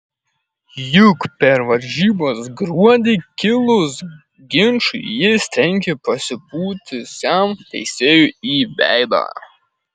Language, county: Lithuanian, Kaunas